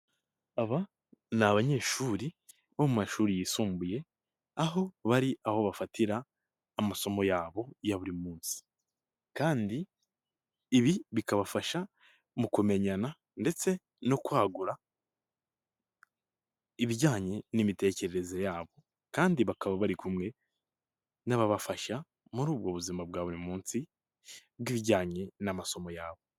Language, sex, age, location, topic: Kinyarwanda, male, 18-24, Nyagatare, education